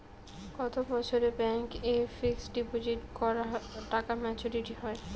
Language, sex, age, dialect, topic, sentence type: Bengali, female, 18-24, Rajbangshi, banking, question